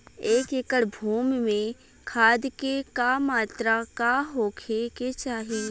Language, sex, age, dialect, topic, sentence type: Bhojpuri, female, <18, Western, agriculture, question